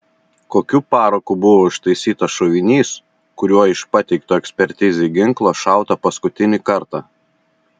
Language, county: Lithuanian, Vilnius